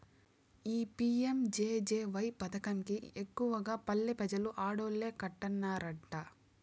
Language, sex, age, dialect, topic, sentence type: Telugu, female, 18-24, Southern, banking, statement